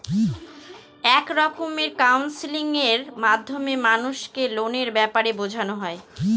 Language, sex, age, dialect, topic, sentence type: Bengali, female, 31-35, Northern/Varendri, banking, statement